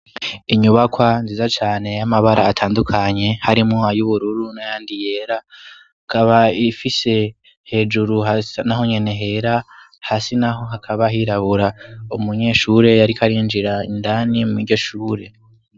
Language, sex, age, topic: Rundi, female, 18-24, education